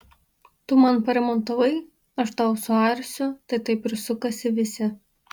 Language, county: Lithuanian, Marijampolė